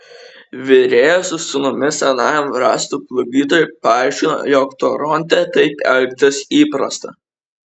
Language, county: Lithuanian, Kaunas